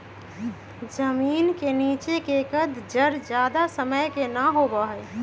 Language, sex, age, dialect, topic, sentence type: Magahi, female, 31-35, Western, agriculture, statement